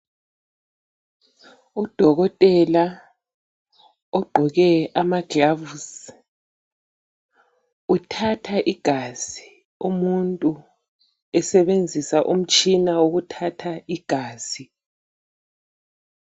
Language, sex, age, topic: North Ndebele, female, 36-49, health